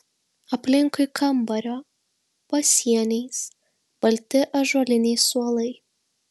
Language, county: Lithuanian, Šiauliai